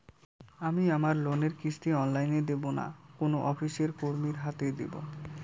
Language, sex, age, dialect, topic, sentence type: Bengali, male, 18-24, Rajbangshi, banking, question